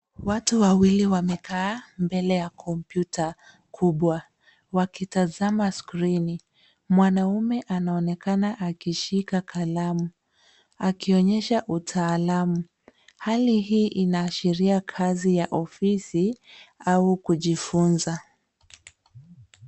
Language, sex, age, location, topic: Swahili, female, 36-49, Nairobi, education